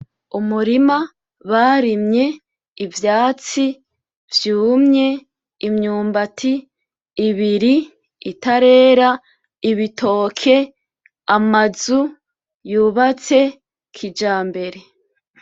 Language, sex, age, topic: Rundi, female, 25-35, agriculture